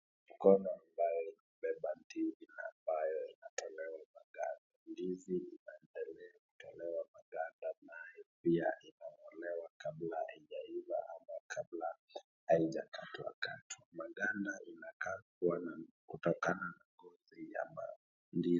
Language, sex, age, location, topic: Swahili, male, 25-35, Wajir, agriculture